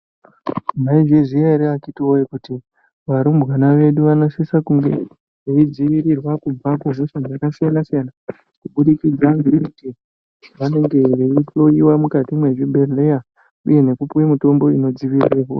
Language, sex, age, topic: Ndau, male, 18-24, health